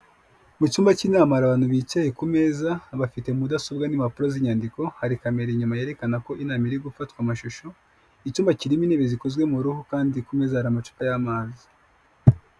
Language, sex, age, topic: Kinyarwanda, male, 25-35, government